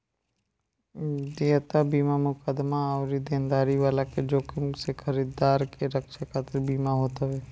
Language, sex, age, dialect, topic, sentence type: Bhojpuri, male, 25-30, Northern, banking, statement